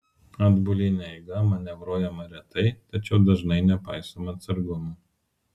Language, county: Lithuanian, Vilnius